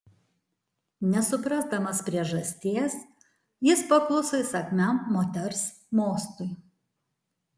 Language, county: Lithuanian, Tauragė